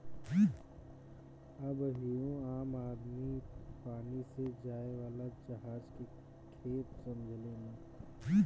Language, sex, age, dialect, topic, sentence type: Bhojpuri, male, 18-24, Southern / Standard, banking, statement